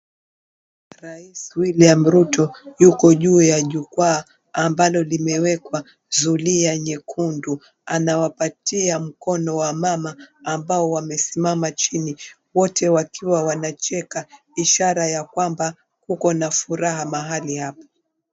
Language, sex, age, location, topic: Swahili, female, 36-49, Mombasa, government